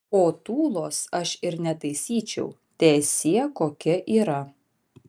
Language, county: Lithuanian, Vilnius